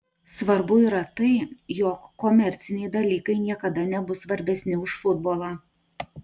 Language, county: Lithuanian, Utena